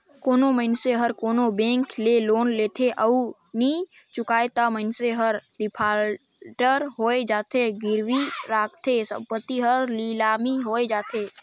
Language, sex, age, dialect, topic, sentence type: Chhattisgarhi, male, 25-30, Northern/Bhandar, banking, statement